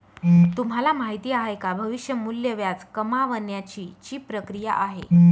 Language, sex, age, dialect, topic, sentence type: Marathi, female, 25-30, Northern Konkan, banking, statement